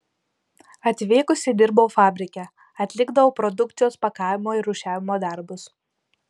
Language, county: Lithuanian, Vilnius